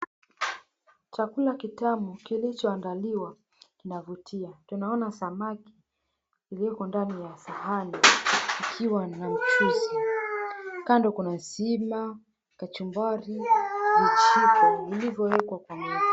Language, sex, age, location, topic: Swahili, female, 25-35, Mombasa, agriculture